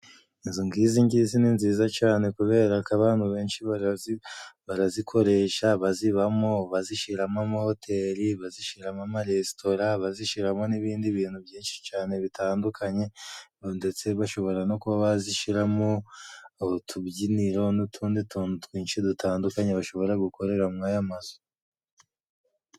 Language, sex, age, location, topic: Kinyarwanda, male, 25-35, Musanze, government